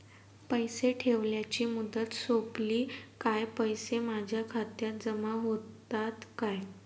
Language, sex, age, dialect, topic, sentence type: Marathi, female, 18-24, Southern Konkan, banking, question